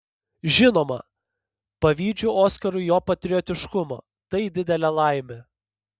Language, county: Lithuanian, Panevėžys